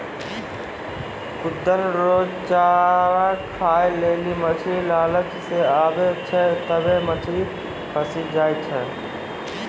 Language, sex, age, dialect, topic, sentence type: Maithili, male, 18-24, Angika, agriculture, statement